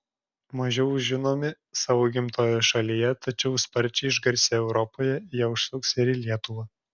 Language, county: Lithuanian, Klaipėda